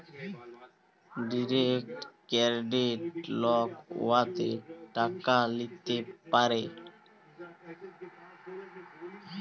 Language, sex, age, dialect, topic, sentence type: Bengali, male, 18-24, Jharkhandi, banking, statement